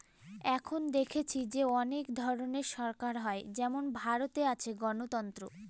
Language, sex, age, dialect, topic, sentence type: Bengali, female, <18, Northern/Varendri, banking, statement